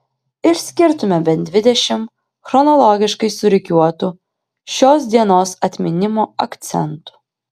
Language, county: Lithuanian, Klaipėda